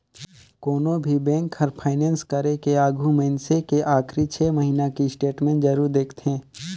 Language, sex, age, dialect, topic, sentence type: Chhattisgarhi, male, 18-24, Northern/Bhandar, banking, statement